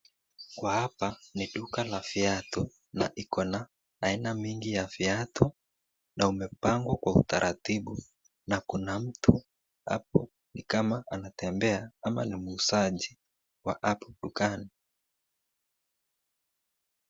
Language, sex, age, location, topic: Swahili, male, 18-24, Nakuru, finance